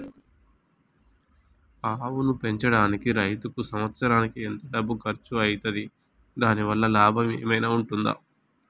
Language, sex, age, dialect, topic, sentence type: Telugu, male, 31-35, Telangana, agriculture, question